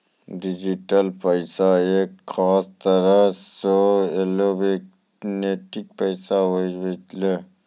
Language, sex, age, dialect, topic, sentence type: Maithili, male, 25-30, Angika, banking, statement